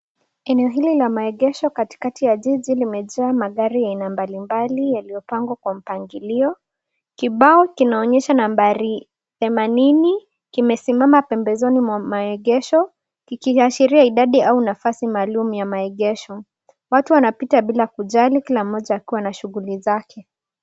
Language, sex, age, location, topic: Swahili, female, 18-24, Nairobi, government